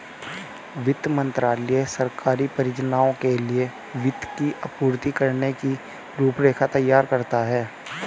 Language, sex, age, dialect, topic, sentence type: Hindi, male, 18-24, Hindustani Malvi Khadi Boli, banking, statement